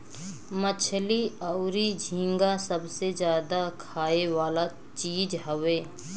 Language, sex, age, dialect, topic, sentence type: Bhojpuri, female, 25-30, Southern / Standard, agriculture, statement